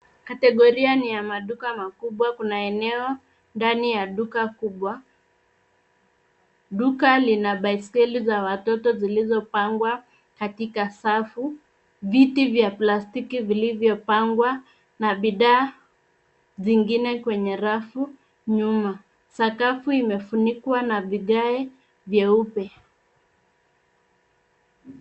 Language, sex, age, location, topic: Swahili, female, 25-35, Nairobi, finance